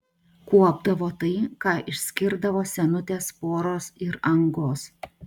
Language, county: Lithuanian, Klaipėda